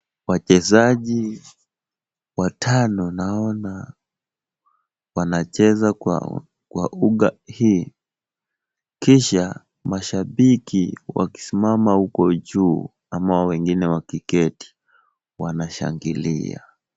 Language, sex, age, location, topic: Swahili, male, 18-24, Kisumu, government